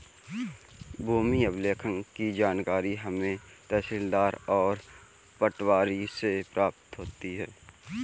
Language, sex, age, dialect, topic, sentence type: Hindi, male, 18-24, Kanauji Braj Bhasha, agriculture, statement